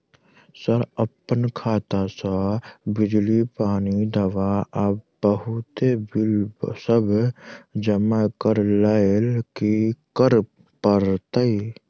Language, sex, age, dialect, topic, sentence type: Maithili, male, 18-24, Southern/Standard, banking, question